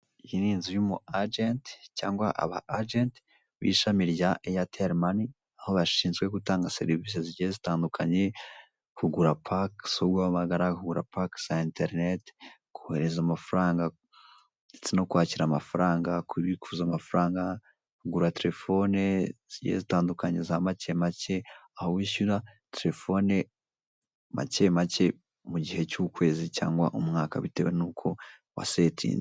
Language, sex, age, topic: Kinyarwanda, male, 18-24, finance